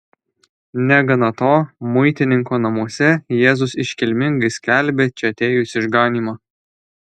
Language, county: Lithuanian, Alytus